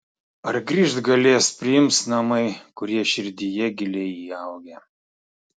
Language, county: Lithuanian, Klaipėda